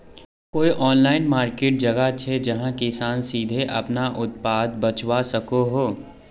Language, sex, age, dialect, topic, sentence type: Magahi, male, 18-24, Northeastern/Surjapuri, agriculture, statement